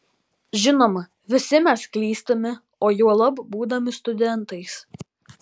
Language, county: Lithuanian, Alytus